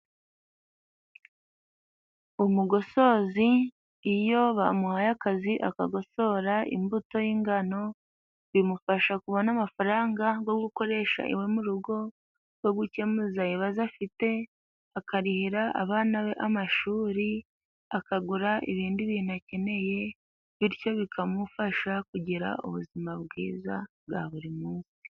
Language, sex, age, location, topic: Kinyarwanda, female, 18-24, Musanze, agriculture